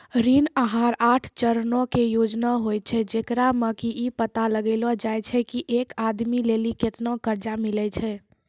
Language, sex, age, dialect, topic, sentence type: Maithili, male, 18-24, Angika, banking, statement